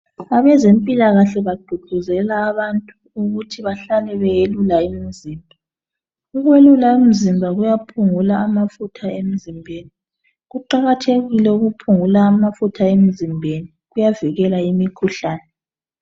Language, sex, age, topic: North Ndebele, female, 36-49, health